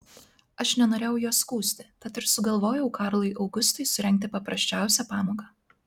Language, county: Lithuanian, Klaipėda